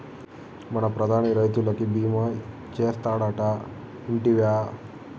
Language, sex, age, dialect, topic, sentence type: Telugu, male, 31-35, Southern, agriculture, statement